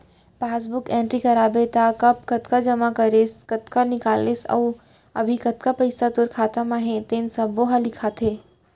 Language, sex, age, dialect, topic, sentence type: Chhattisgarhi, female, 41-45, Central, banking, statement